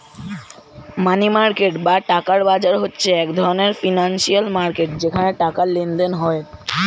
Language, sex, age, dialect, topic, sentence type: Bengali, male, 36-40, Standard Colloquial, banking, statement